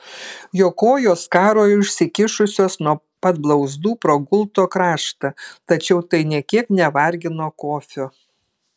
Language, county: Lithuanian, Kaunas